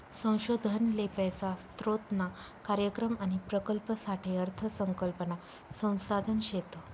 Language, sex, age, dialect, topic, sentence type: Marathi, female, 25-30, Northern Konkan, banking, statement